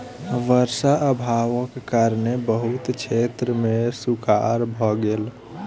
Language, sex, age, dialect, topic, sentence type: Maithili, female, 18-24, Southern/Standard, agriculture, statement